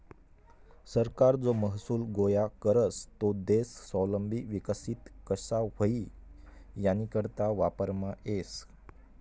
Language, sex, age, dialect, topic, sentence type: Marathi, male, 25-30, Northern Konkan, banking, statement